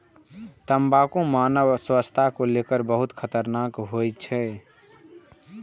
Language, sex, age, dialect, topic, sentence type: Maithili, male, 18-24, Eastern / Thethi, agriculture, statement